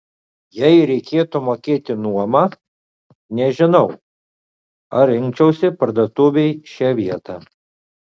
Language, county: Lithuanian, Utena